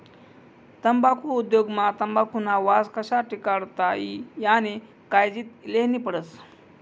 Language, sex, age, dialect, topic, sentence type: Marathi, male, 18-24, Northern Konkan, agriculture, statement